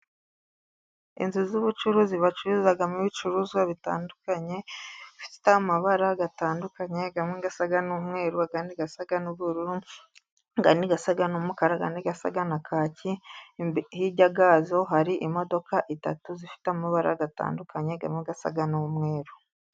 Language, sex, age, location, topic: Kinyarwanda, female, 25-35, Musanze, finance